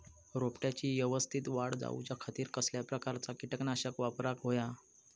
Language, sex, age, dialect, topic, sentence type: Marathi, male, 31-35, Southern Konkan, agriculture, question